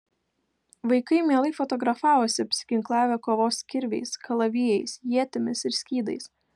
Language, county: Lithuanian, Kaunas